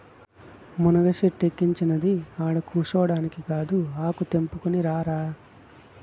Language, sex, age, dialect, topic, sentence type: Telugu, male, 25-30, Southern, agriculture, statement